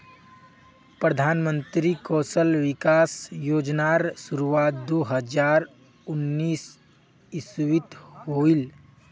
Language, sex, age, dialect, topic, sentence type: Magahi, male, 25-30, Northeastern/Surjapuri, agriculture, statement